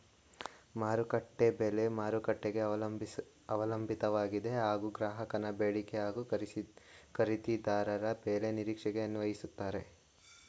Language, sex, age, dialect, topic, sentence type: Kannada, male, 18-24, Mysore Kannada, agriculture, statement